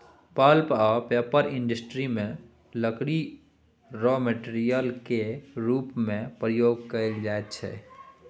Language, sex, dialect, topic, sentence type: Maithili, male, Bajjika, agriculture, statement